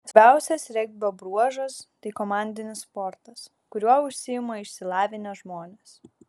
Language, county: Lithuanian, Šiauliai